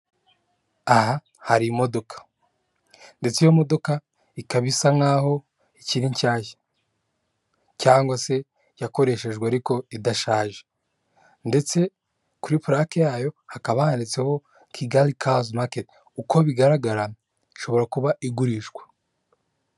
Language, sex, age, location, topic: Kinyarwanda, female, 36-49, Kigali, finance